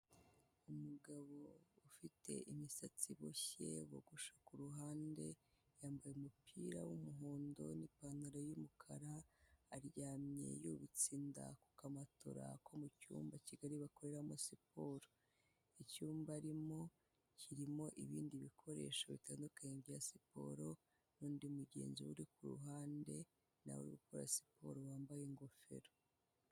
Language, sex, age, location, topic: Kinyarwanda, female, 18-24, Kigali, health